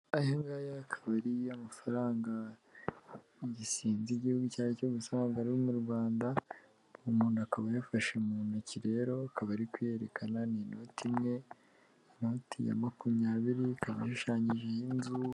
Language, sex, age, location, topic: Kinyarwanda, female, 18-24, Kigali, finance